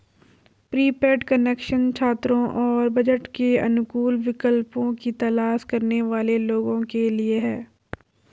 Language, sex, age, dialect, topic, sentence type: Hindi, female, 46-50, Garhwali, banking, statement